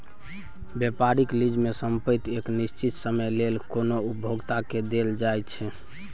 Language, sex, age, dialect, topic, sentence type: Maithili, male, 18-24, Bajjika, banking, statement